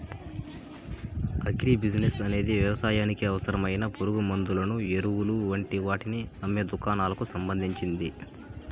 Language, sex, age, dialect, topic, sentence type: Telugu, male, 18-24, Southern, agriculture, statement